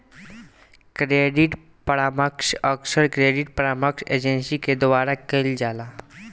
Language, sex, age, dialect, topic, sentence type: Bhojpuri, male, 18-24, Southern / Standard, banking, statement